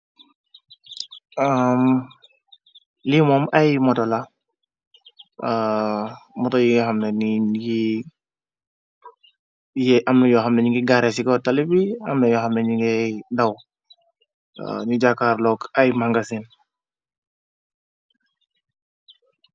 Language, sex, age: Wolof, male, 25-35